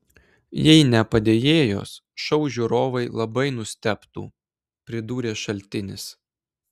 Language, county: Lithuanian, Klaipėda